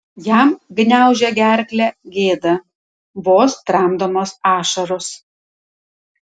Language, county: Lithuanian, Tauragė